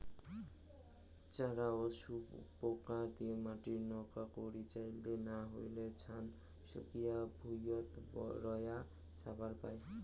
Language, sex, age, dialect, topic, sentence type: Bengali, male, 18-24, Rajbangshi, agriculture, statement